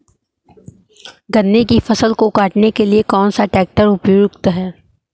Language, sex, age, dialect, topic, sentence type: Hindi, male, 18-24, Awadhi Bundeli, agriculture, question